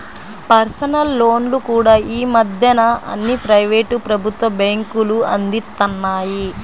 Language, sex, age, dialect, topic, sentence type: Telugu, female, 25-30, Central/Coastal, banking, statement